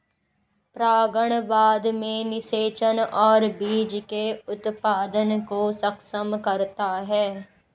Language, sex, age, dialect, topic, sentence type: Hindi, female, 51-55, Hindustani Malvi Khadi Boli, agriculture, statement